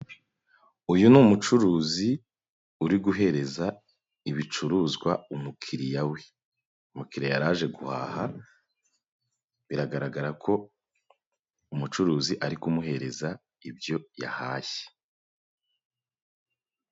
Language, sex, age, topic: Kinyarwanda, male, 25-35, finance